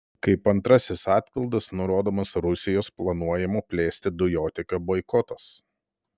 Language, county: Lithuanian, Telšiai